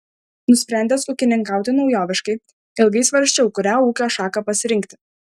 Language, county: Lithuanian, Šiauliai